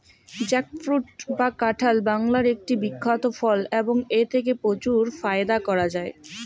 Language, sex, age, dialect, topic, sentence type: Bengali, female, 18-24, Rajbangshi, agriculture, question